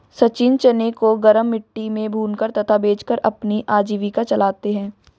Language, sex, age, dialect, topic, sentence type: Hindi, female, 18-24, Marwari Dhudhari, agriculture, statement